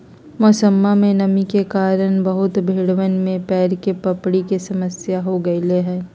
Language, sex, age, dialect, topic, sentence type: Magahi, female, 41-45, Western, agriculture, statement